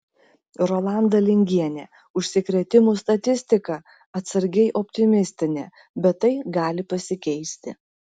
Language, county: Lithuanian, Klaipėda